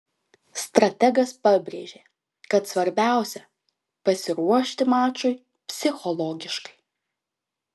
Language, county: Lithuanian, Klaipėda